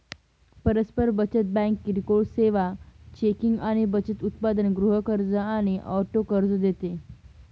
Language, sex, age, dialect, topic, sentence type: Marathi, female, 18-24, Northern Konkan, banking, statement